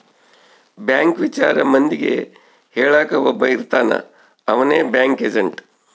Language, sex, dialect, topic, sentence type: Kannada, male, Central, banking, statement